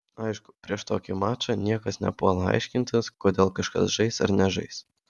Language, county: Lithuanian, Vilnius